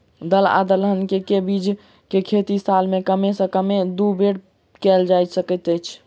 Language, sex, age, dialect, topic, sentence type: Maithili, male, 36-40, Southern/Standard, agriculture, question